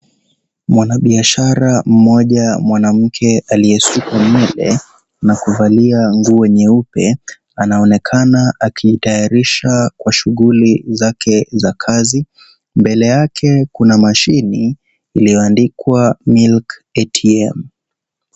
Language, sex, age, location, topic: Swahili, male, 18-24, Kisii, finance